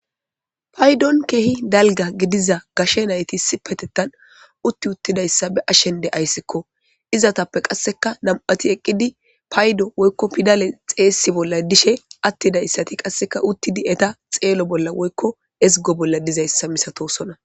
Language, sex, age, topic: Gamo, female, 18-24, government